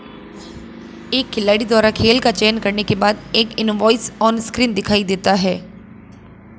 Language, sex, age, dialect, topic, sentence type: Hindi, female, 25-30, Marwari Dhudhari, banking, statement